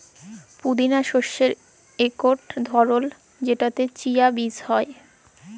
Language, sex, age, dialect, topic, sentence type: Bengali, female, 18-24, Jharkhandi, agriculture, statement